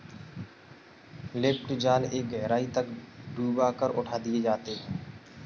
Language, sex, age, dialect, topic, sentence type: Hindi, male, 18-24, Kanauji Braj Bhasha, agriculture, statement